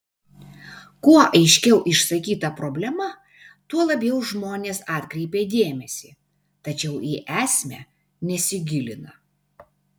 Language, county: Lithuanian, Vilnius